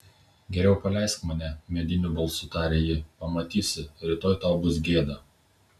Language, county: Lithuanian, Vilnius